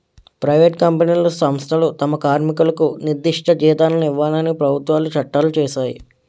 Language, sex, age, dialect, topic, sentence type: Telugu, male, 18-24, Utterandhra, banking, statement